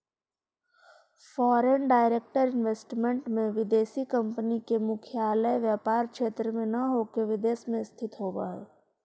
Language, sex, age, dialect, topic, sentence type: Magahi, female, 18-24, Central/Standard, banking, statement